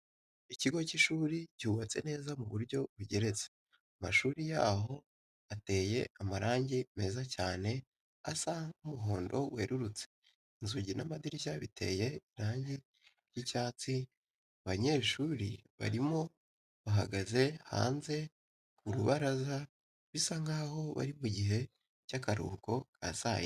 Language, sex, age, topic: Kinyarwanda, male, 18-24, education